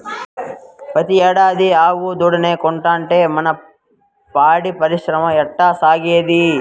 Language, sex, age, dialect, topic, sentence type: Telugu, male, 56-60, Southern, agriculture, statement